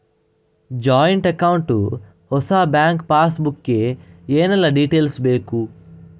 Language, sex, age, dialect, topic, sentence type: Kannada, male, 31-35, Coastal/Dakshin, banking, question